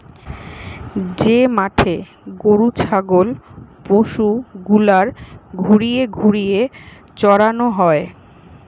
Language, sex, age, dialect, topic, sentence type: Bengali, female, 25-30, Western, agriculture, statement